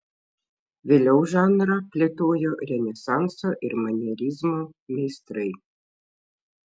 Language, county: Lithuanian, Šiauliai